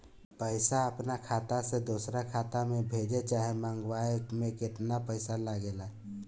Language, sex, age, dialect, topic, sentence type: Bhojpuri, male, 25-30, Southern / Standard, banking, question